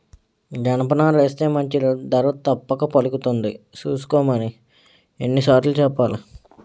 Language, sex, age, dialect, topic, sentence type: Telugu, male, 18-24, Utterandhra, agriculture, statement